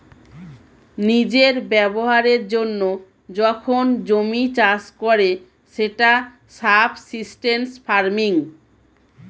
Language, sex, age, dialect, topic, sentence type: Bengali, female, 36-40, Standard Colloquial, agriculture, statement